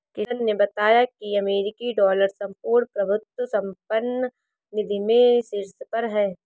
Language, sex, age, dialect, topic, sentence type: Hindi, female, 18-24, Marwari Dhudhari, banking, statement